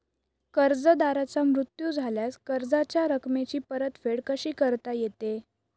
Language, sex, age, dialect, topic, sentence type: Marathi, female, 31-35, Northern Konkan, banking, question